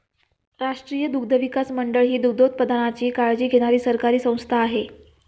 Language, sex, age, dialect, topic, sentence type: Marathi, female, 25-30, Standard Marathi, agriculture, statement